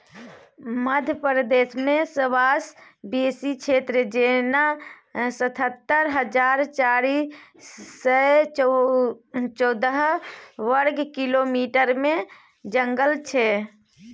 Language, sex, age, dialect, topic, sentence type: Maithili, female, 60-100, Bajjika, agriculture, statement